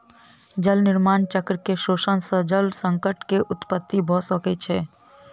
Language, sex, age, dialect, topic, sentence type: Maithili, female, 25-30, Southern/Standard, agriculture, statement